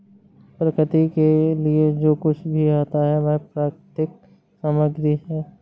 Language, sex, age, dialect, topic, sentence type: Hindi, male, 60-100, Awadhi Bundeli, agriculture, statement